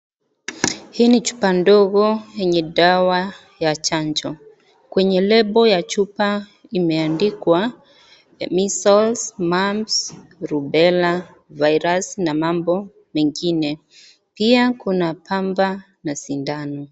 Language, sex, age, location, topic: Swahili, female, 25-35, Kisii, health